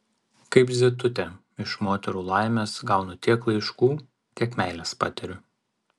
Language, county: Lithuanian, Vilnius